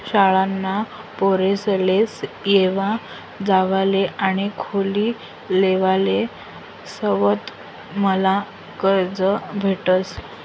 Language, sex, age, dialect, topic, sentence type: Marathi, female, 25-30, Northern Konkan, banking, statement